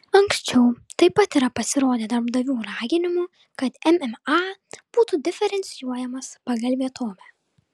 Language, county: Lithuanian, Vilnius